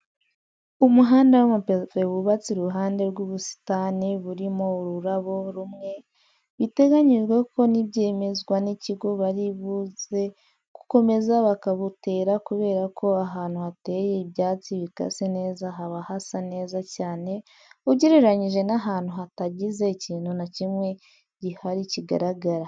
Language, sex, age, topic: Kinyarwanda, female, 25-35, education